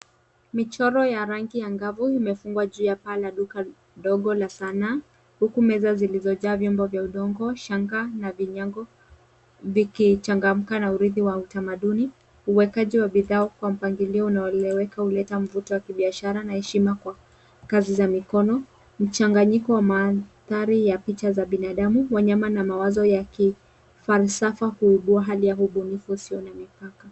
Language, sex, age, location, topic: Swahili, female, 25-35, Nairobi, finance